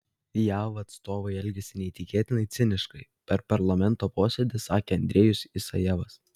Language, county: Lithuanian, Kaunas